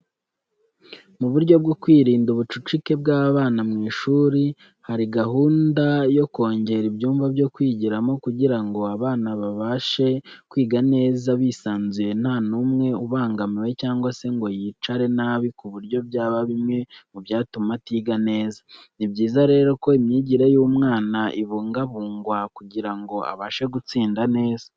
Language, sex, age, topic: Kinyarwanda, male, 18-24, education